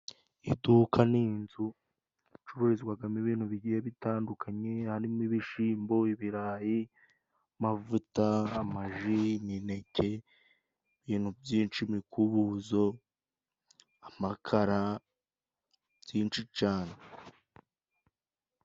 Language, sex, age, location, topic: Kinyarwanda, male, 25-35, Musanze, finance